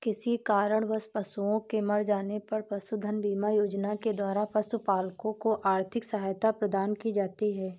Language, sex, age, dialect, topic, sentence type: Hindi, female, 18-24, Awadhi Bundeli, agriculture, statement